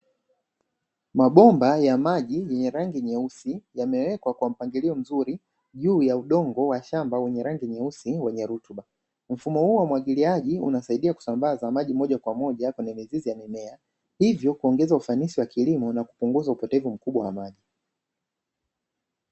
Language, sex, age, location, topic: Swahili, male, 18-24, Dar es Salaam, agriculture